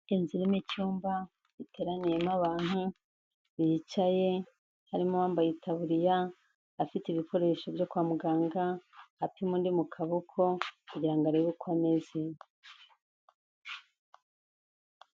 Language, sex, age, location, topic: Kinyarwanda, female, 50+, Kigali, health